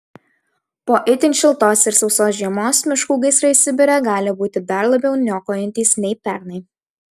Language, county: Lithuanian, Alytus